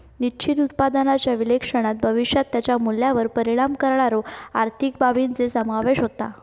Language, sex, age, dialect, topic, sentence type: Marathi, female, 18-24, Southern Konkan, banking, statement